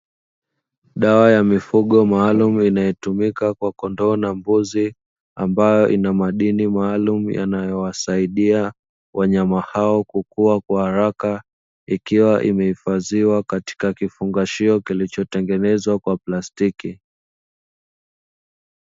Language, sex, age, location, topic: Swahili, male, 25-35, Dar es Salaam, agriculture